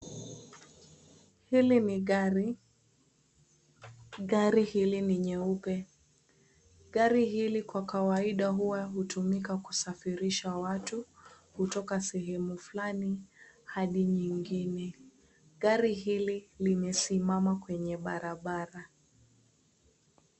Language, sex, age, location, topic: Swahili, female, 18-24, Kisii, finance